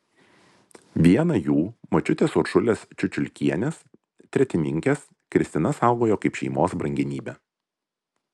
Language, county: Lithuanian, Vilnius